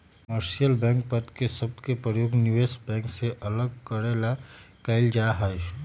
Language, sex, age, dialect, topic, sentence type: Magahi, male, 36-40, Western, banking, statement